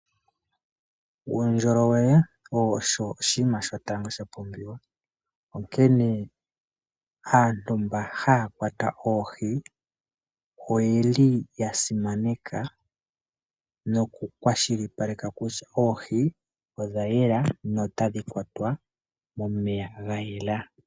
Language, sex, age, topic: Oshiwambo, male, 25-35, agriculture